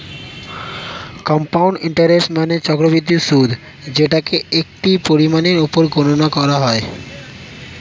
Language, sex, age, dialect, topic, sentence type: Bengali, male, 18-24, Standard Colloquial, banking, statement